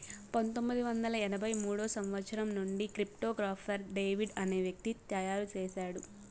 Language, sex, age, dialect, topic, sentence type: Telugu, female, 18-24, Southern, banking, statement